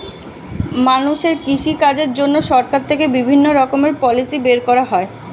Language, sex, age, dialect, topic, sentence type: Bengali, female, 25-30, Standard Colloquial, agriculture, statement